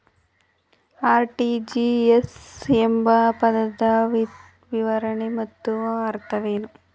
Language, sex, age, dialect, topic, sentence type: Kannada, female, 18-24, Mysore Kannada, banking, question